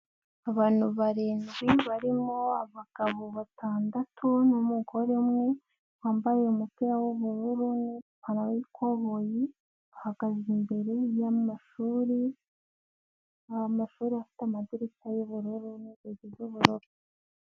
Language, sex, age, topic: Kinyarwanda, female, 18-24, education